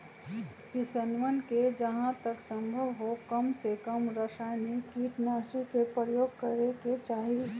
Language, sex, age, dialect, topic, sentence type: Magahi, female, 31-35, Western, agriculture, statement